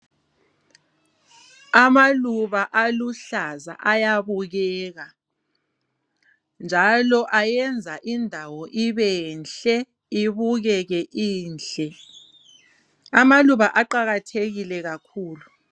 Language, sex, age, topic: North Ndebele, female, 36-49, health